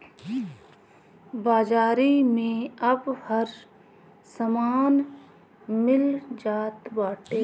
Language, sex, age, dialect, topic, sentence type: Bhojpuri, female, 31-35, Northern, agriculture, statement